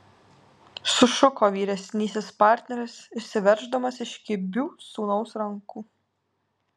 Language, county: Lithuanian, Alytus